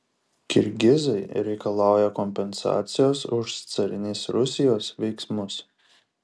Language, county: Lithuanian, Šiauliai